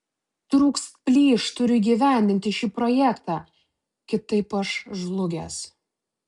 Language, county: Lithuanian, Utena